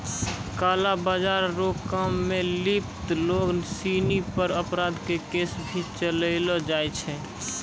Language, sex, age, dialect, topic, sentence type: Maithili, male, 18-24, Angika, banking, statement